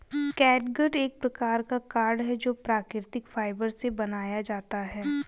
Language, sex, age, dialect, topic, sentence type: Hindi, female, 25-30, Hindustani Malvi Khadi Boli, agriculture, statement